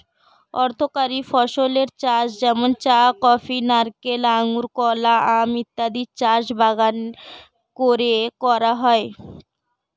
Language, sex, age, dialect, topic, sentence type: Bengali, female, 18-24, Standard Colloquial, agriculture, statement